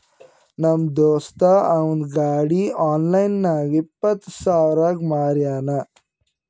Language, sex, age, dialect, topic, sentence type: Kannada, female, 25-30, Northeastern, banking, statement